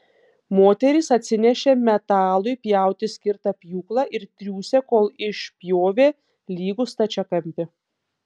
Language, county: Lithuanian, Panevėžys